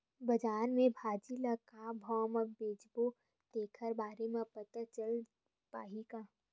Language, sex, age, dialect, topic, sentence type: Chhattisgarhi, female, 18-24, Western/Budati/Khatahi, agriculture, question